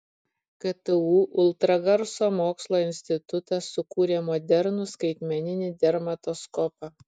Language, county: Lithuanian, Kaunas